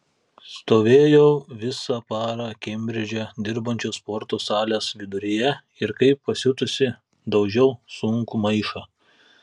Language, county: Lithuanian, Telšiai